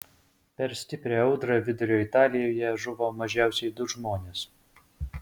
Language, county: Lithuanian, Vilnius